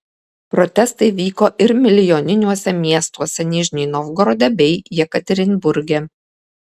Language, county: Lithuanian, Kaunas